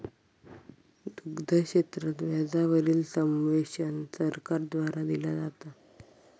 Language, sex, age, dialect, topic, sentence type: Marathi, female, 25-30, Southern Konkan, agriculture, statement